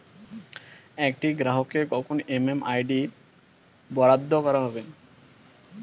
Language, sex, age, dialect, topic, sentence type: Bengali, male, 18-24, Standard Colloquial, banking, question